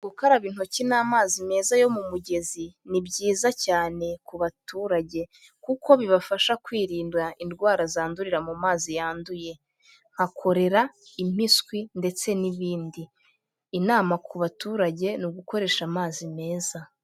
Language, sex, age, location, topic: Kinyarwanda, female, 18-24, Kigali, health